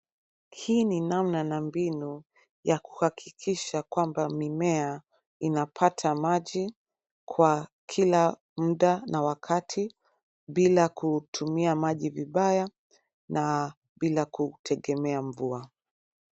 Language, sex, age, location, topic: Swahili, female, 25-35, Nairobi, agriculture